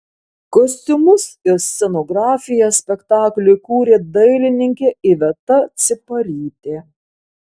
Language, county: Lithuanian, Kaunas